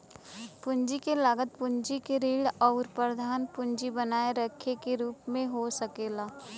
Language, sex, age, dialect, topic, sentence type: Bhojpuri, female, 18-24, Western, banking, statement